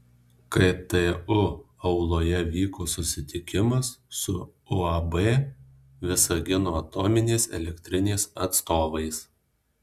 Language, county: Lithuanian, Alytus